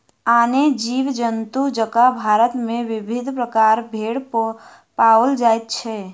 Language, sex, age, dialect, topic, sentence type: Maithili, female, 25-30, Southern/Standard, agriculture, statement